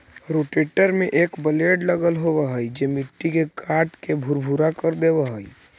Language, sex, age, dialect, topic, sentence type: Magahi, male, 18-24, Central/Standard, banking, statement